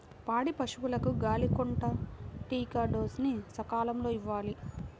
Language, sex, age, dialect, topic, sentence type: Telugu, female, 18-24, Central/Coastal, agriculture, statement